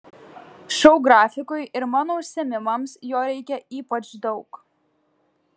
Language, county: Lithuanian, Klaipėda